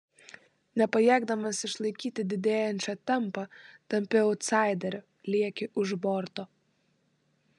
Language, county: Lithuanian, Klaipėda